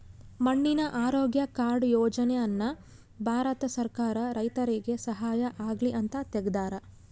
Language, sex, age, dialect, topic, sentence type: Kannada, female, 31-35, Central, agriculture, statement